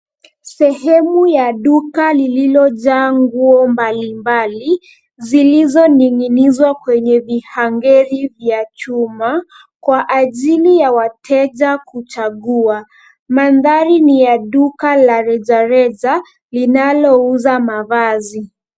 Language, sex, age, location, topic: Swahili, female, 18-24, Nairobi, finance